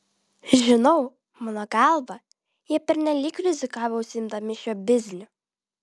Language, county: Lithuanian, Vilnius